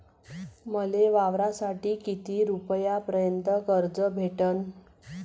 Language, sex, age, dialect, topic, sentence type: Marathi, female, 41-45, Varhadi, banking, question